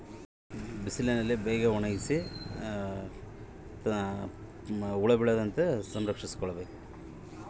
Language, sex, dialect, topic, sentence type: Kannada, male, Central, agriculture, question